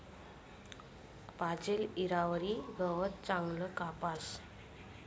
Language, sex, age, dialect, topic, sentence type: Marathi, female, 36-40, Northern Konkan, agriculture, statement